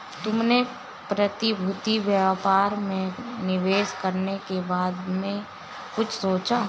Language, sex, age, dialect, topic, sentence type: Hindi, female, 31-35, Awadhi Bundeli, banking, statement